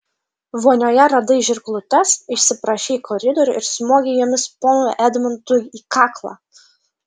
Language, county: Lithuanian, Vilnius